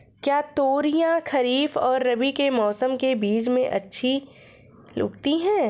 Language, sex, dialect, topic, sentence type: Hindi, female, Hindustani Malvi Khadi Boli, agriculture, question